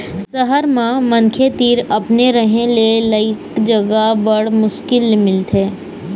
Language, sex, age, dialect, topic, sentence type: Chhattisgarhi, female, 18-24, Eastern, agriculture, statement